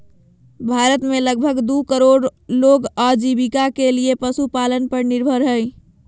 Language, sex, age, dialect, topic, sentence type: Magahi, female, 25-30, Southern, agriculture, statement